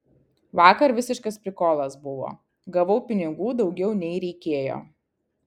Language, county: Lithuanian, Kaunas